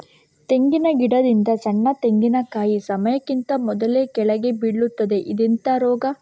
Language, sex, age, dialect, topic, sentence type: Kannada, female, 51-55, Coastal/Dakshin, agriculture, question